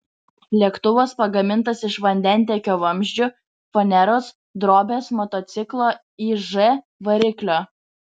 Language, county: Lithuanian, Vilnius